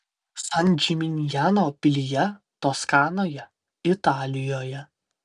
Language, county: Lithuanian, Vilnius